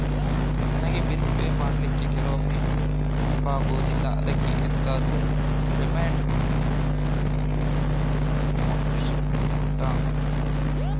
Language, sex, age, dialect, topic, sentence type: Kannada, male, 41-45, Coastal/Dakshin, banking, question